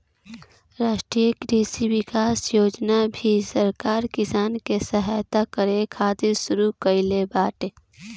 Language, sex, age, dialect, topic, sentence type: Bhojpuri, female, <18, Northern, agriculture, statement